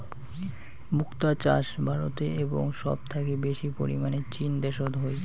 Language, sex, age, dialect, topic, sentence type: Bengali, male, 31-35, Rajbangshi, agriculture, statement